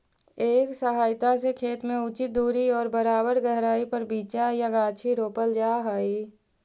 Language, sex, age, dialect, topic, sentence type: Magahi, female, 41-45, Central/Standard, banking, statement